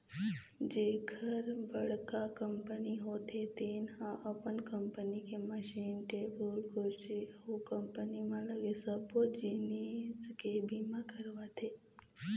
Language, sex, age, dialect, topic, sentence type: Chhattisgarhi, female, 18-24, Eastern, banking, statement